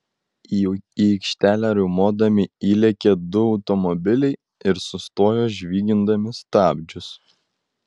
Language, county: Lithuanian, Utena